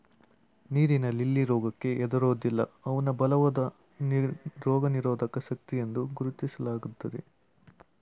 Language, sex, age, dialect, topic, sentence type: Kannada, male, 18-24, Mysore Kannada, agriculture, statement